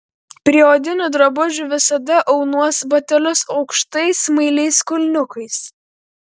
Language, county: Lithuanian, Vilnius